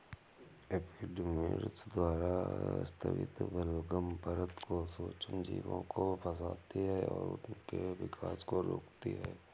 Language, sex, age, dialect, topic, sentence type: Hindi, male, 18-24, Awadhi Bundeli, agriculture, statement